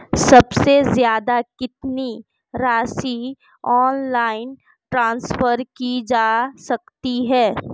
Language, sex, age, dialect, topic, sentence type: Hindi, female, 25-30, Marwari Dhudhari, banking, question